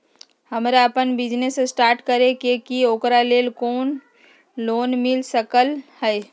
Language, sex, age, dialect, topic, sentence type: Magahi, female, 60-100, Western, banking, question